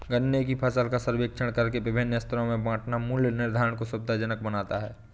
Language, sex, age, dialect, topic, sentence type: Hindi, male, 18-24, Awadhi Bundeli, agriculture, statement